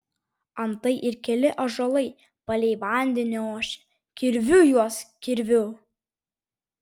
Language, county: Lithuanian, Vilnius